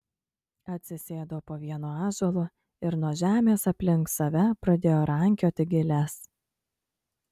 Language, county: Lithuanian, Kaunas